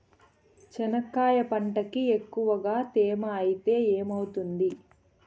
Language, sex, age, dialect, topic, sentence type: Telugu, female, 31-35, Southern, agriculture, question